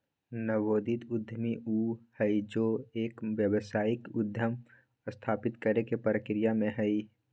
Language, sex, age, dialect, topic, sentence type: Magahi, female, 31-35, Western, banking, statement